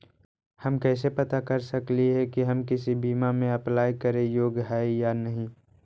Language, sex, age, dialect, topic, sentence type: Magahi, male, 51-55, Central/Standard, banking, question